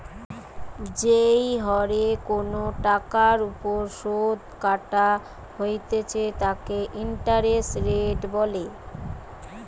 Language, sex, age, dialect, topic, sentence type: Bengali, female, 31-35, Western, banking, statement